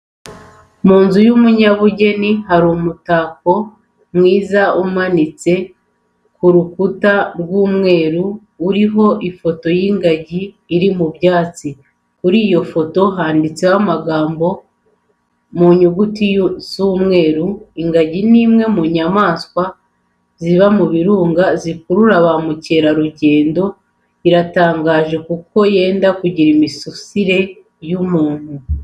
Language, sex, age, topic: Kinyarwanda, female, 36-49, education